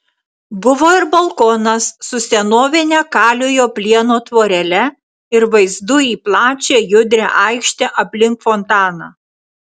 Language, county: Lithuanian, Tauragė